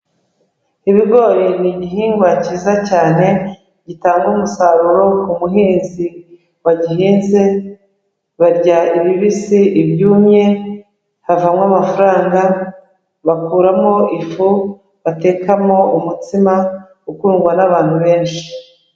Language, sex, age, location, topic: Kinyarwanda, female, 36-49, Kigali, agriculture